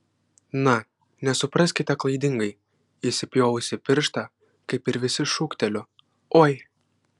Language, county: Lithuanian, Klaipėda